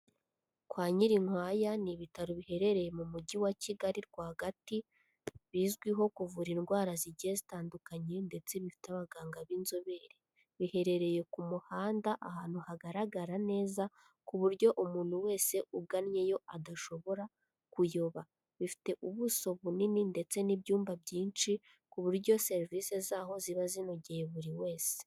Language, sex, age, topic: Kinyarwanda, female, 18-24, health